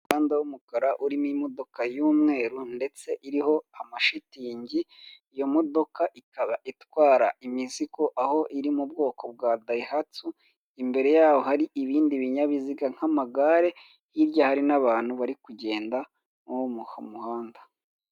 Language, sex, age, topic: Kinyarwanda, male, 18-24, government